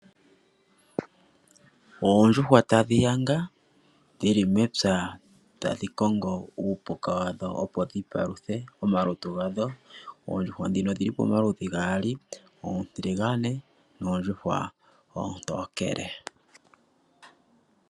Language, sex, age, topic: Oshiwambo, male, 25-35, agriculture